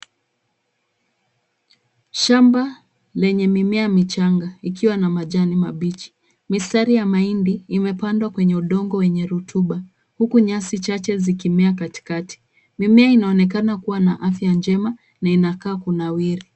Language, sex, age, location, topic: Swahili, female, 25-35, Kisumu, agriculture